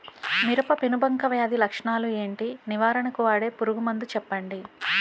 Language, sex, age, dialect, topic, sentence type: Telugu, female, 41-45, Utterandhra, agriculture, question